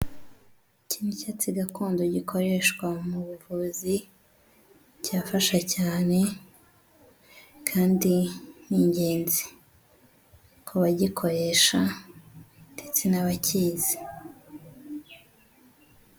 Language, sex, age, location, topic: Kinyarwanda, female, 25-35, Huye, health